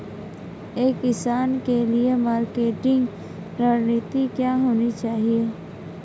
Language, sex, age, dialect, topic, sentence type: Hindi, female, 18-24, Marwari Dhudhari, agriculture, question